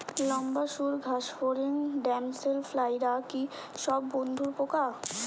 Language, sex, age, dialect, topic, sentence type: Bengali, female, 25-30, Standard Colloquial, agriculture, question